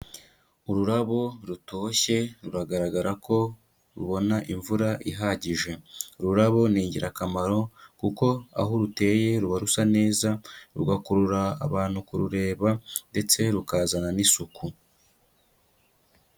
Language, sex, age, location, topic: Kinyarwanda, female, 25-35, Kigali, agriculture